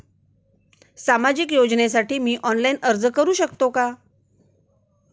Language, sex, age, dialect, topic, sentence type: Marathi, female, 18-24, Standard Marathi, banking, question